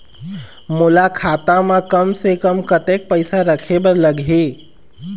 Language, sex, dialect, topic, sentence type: Chhattisgarhi, male, Eastern, banking, question